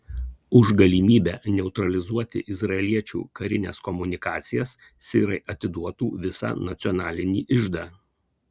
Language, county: Lithuanian, Kaunas